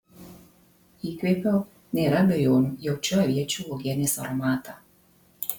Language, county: Lithuanian, Marijampolė